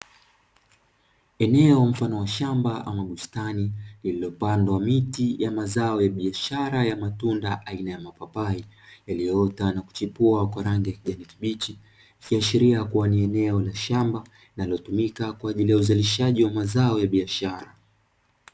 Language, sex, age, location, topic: Swahili, male, 25-35, Dar es Salaam, agriculture